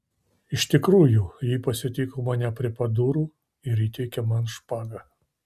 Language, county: Lithuanian, Vilnius